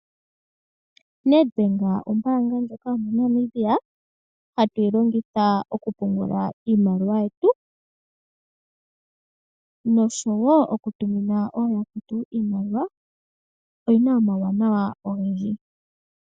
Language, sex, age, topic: Oshiwambo, female, 18-24, finance